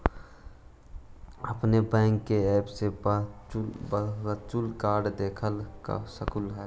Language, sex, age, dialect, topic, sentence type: Magahi, male, 18-24, Central/Standard, banking, statement